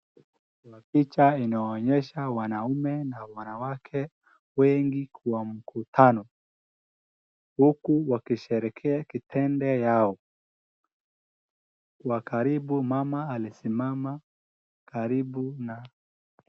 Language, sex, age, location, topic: Swahili, male, 18-24, Wajir, government